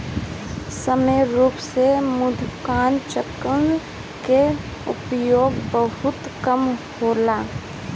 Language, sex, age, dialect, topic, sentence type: Bhojpuri, female, 18-24, Northern, agriculture, statement